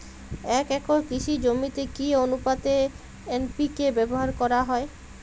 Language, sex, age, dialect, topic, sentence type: Bengali, female, 25-30, Jharkhandi, agriculture, question